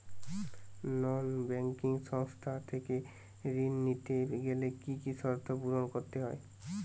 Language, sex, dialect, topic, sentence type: Bengali, male, Western, banking, question